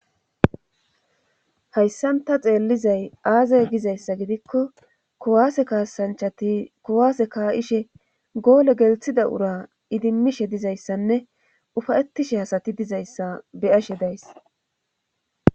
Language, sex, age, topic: Gamo, female, 25-35, government